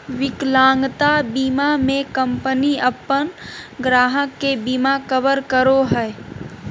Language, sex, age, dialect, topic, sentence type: Magahi, female, 18-24, Southern, banking, statement